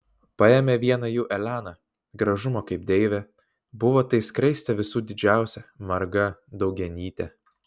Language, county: Lithuanian, Vilnius